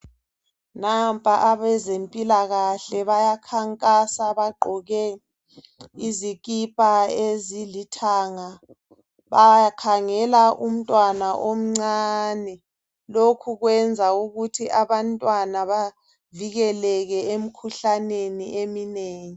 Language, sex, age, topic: North Ndebele, male, 36-49, health